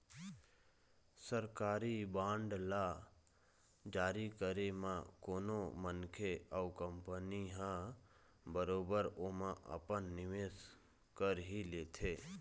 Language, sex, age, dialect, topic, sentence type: Chhattisgarhi, male, 31-35, Eastern, banking, statement